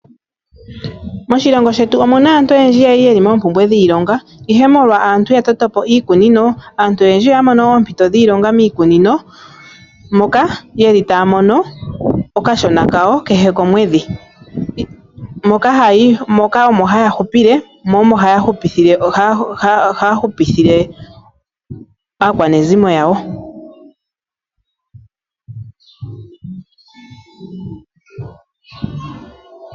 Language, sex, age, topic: Oshiwambo, female, 25-35, agriculture